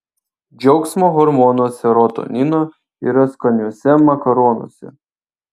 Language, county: Lithuanian, Vilnius